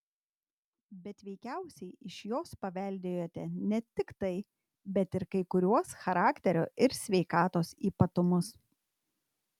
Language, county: Lithuanian, Tauragė